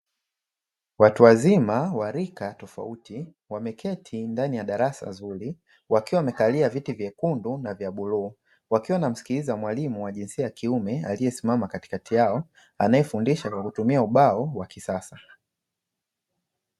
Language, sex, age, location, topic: Swahili, male, 25-35, Dar es Salaam, education